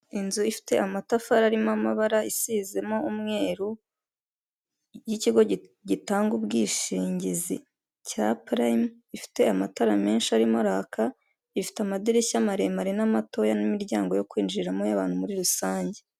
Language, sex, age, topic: Kinyarwanda, female, 25-35, finance